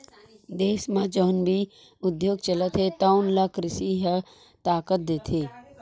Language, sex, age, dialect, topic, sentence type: Chhattisgarhi, female, 41-45, Western/Budati/Khatahi, banking, statement